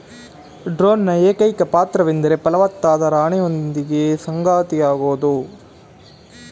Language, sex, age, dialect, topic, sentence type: Kannada, male, 18-24, Mysore Kannada, agriculture, statement